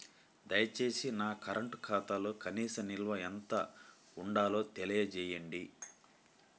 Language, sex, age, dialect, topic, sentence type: Telugu, male, 25-30, Central/Coastal, banking, statement